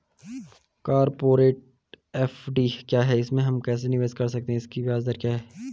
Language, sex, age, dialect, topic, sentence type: Hindi, male, 18-24, Garhwali, banking, question